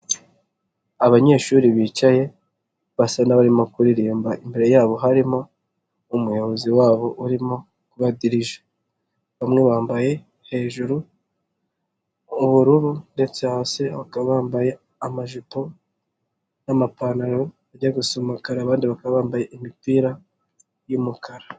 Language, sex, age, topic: Kinyarwanda, male, 25-35, education